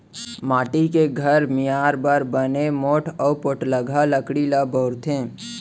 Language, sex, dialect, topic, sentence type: Chhattisgarhi, male, Central, agriculture, statement